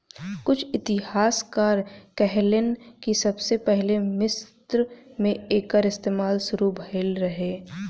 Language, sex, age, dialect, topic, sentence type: Bhojpuri, female, 18-24, Southern / Standard, agriculture, statement